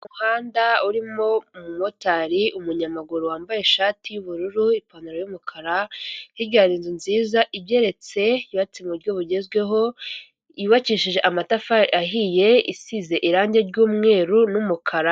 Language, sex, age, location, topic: Kinyarwanda, female, 36-49, Kigali, government